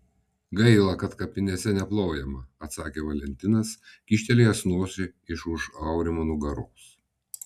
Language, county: Lithuanian, Vilnius